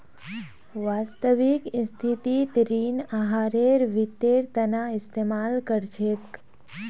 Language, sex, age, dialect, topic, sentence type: Magahi, female, 25-30, Northeastern/Surjapuri, banking, statement